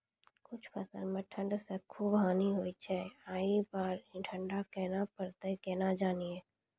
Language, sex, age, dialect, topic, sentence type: Maithili, female, 25-30, Angika, agriculture, question